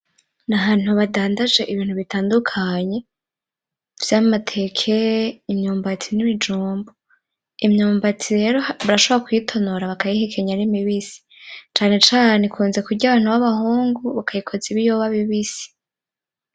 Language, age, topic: Rundi, 18-24, agriculture